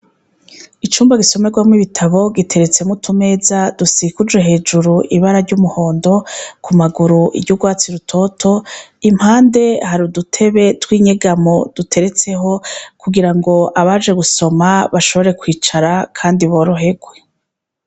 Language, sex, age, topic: Rundi, female, 36-49, education